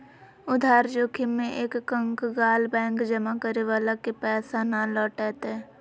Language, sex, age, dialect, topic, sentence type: Magahi, female, 56-60, Western, banking, statement